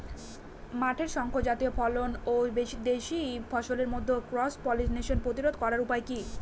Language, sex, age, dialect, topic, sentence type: Bengali, female, 18-24, Northern/Varendri, agriculture, question